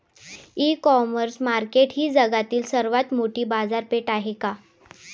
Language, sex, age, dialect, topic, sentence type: Marathi, female, 18-24, Standard Marathi, agriculture, question